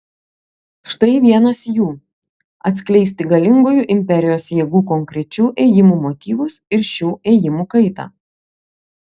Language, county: Lithuanian, Klaipėda